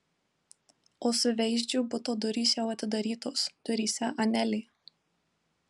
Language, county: Lithuanian, Marijampolė